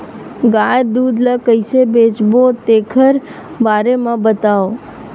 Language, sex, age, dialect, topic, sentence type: Chhattisgarhi, female, 51-55, Western/Budati/Khatahi, agriculture, question